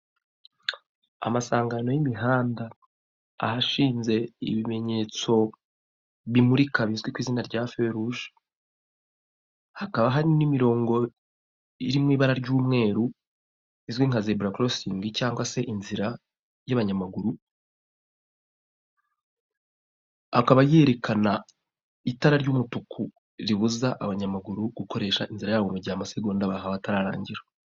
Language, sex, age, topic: Kinyarwanda, male, 36-49, government